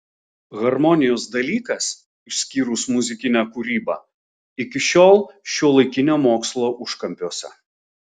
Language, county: Lithuanian, Alytus